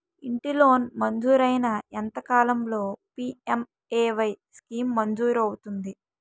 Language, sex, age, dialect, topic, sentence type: Telugu, female, 25-30, Utterandhra, banking, question